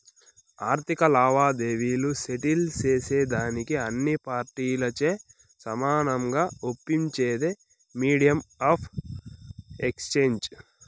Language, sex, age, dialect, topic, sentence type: Telugu, male, 18-24, Southern, banking, statement